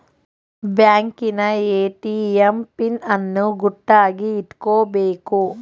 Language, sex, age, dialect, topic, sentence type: Kannada, female, 25-30, Mysore Kannada, banking, statement